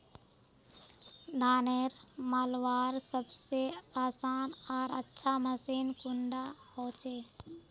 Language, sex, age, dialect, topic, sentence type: Magahi, female, 56-60, Northeastern/Surjapuri, agriculture, question